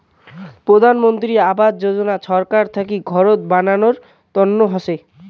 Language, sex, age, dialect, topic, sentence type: Bengali, male, 18-24, Rajbangshi, banking, statement